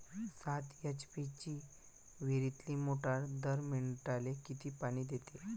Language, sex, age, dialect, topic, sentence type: Marathi, male, 18-24, Varhadi, agriculture, question